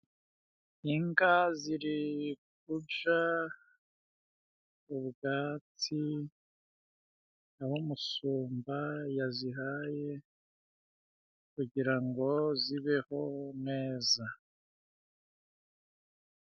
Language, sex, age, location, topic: Kinyarwanda, male, 36-49, Musanze, government